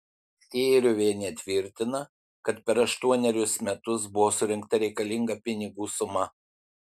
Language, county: Lithuanian, Utena